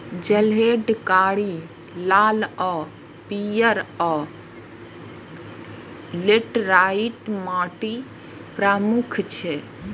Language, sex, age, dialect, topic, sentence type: Maithili, female, 25-30, Eastern / Thethi, agriculture, statement